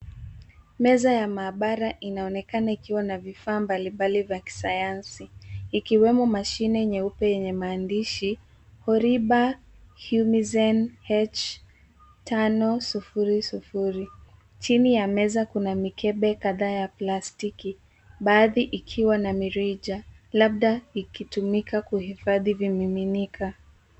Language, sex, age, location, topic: Swahili, female, 36-49, Nairobi, health